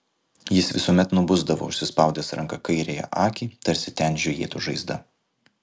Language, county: Lithuanian, Kaunas